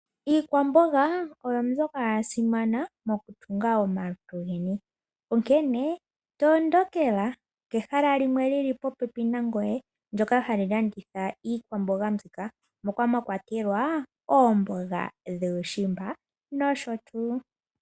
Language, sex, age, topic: Oshiwambo, female, 18-24, agriculture